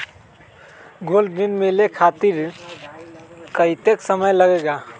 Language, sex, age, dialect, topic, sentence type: Magahi, male, 18-24, Western, banking, question